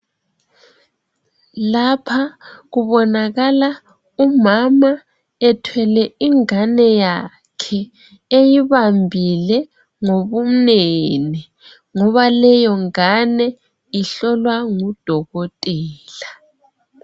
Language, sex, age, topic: North Ndebele, female, 18-24, health